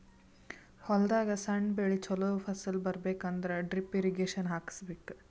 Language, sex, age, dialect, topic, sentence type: Kannada, female, 18-24, Northeastern, agriculture, statement